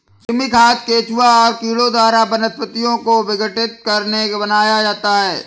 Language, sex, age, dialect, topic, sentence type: Hindi, male, 25-30, Awadhi Bundeli, agriculture, statement